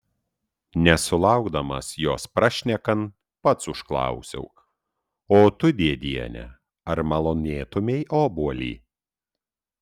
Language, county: Lithuanian, Utena